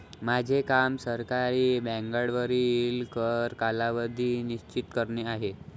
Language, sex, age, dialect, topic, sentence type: Marathi, male, 25-30, Varhadi, banking, statement